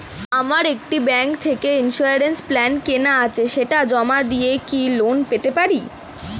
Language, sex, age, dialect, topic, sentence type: Bengali, female, <18, Standard Colloquial, banking, question